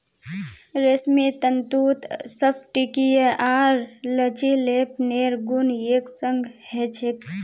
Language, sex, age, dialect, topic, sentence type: Magahi, female, 18-24, Northeastern/Surjapuri, agriculture, statement